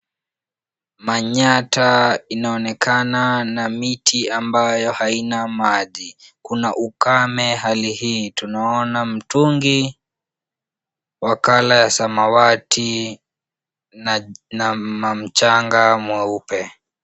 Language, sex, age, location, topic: Swahili, female, 18-24, Kisumu, health